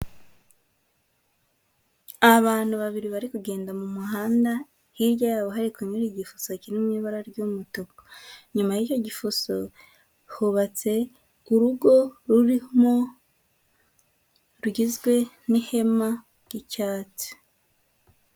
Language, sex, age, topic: Kinyarwanda, female, 18-24, government